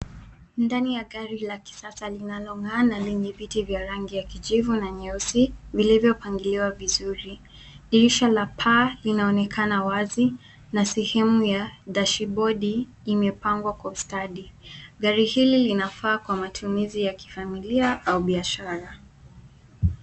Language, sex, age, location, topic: Swahili, female, 18-24, Nairobi, finance